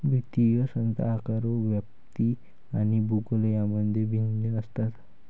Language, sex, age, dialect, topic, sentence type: Marathi, male, 51-55, Varhadi, banking, statement